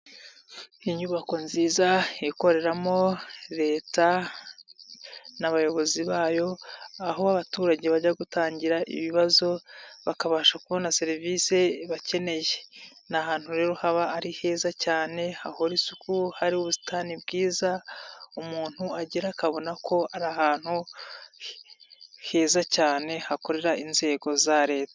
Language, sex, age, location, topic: Kinyarwanda, male, 25-35, Nyagatare, government